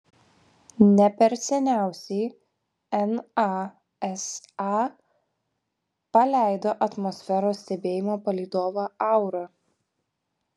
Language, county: Lithuanian, Vilnius